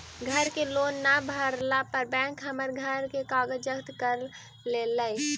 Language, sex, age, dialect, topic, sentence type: Magahi, female, 18-24, Central/Standard, banking, statement